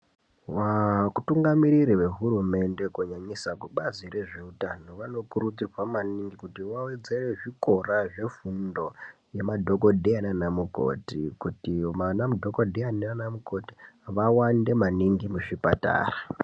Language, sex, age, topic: Ndau, male, 18-24, health